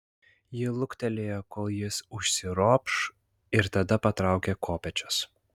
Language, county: Lithuanian, Klaipėda